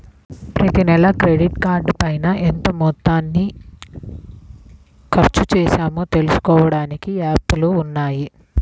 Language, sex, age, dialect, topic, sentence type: Telugu, female, 18-24, Central/Coastal, banking, statement